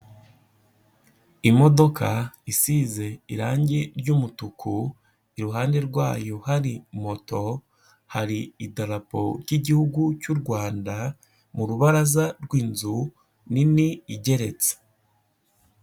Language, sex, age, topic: Kinyarwanda, male, 18-24, health